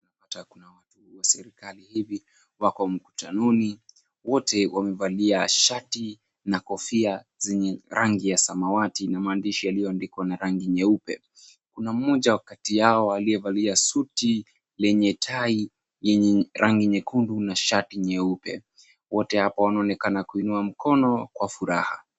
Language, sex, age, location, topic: Swahili, male, 50+, Kisumu, government